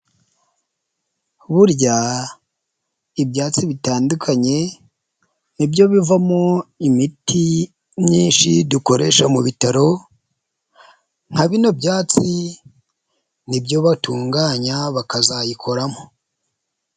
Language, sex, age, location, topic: Kinyarwanda, male, 25-35, Huye, health